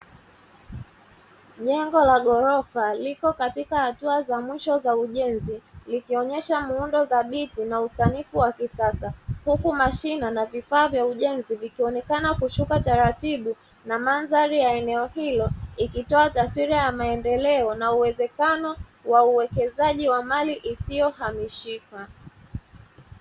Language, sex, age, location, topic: Swahili, male, 25-35, Dar es Salaam, finance